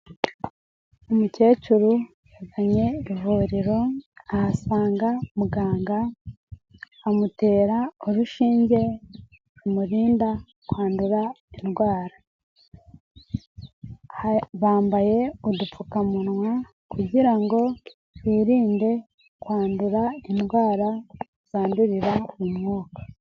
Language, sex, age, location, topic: Kinyarwanda, female, 18-24, Nyagatare, health